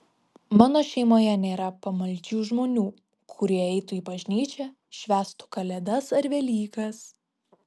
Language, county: Lithuanian, Vilnius